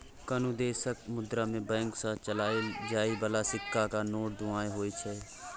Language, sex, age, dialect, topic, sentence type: Maithili, male, 25-30, Bajjika, banking, statement